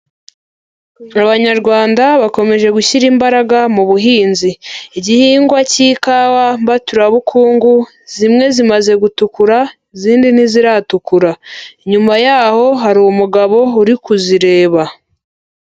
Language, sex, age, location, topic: Kinyarwanda, female, 18-24, Huye, agriculture